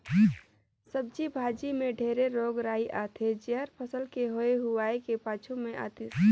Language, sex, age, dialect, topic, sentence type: Chhattisgarhi, female, 25-30, Northern/Bhandar, agriculture, statement